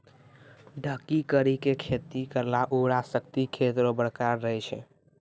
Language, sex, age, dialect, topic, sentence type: Maithili, male, 18-24, Angika, agriculture, statement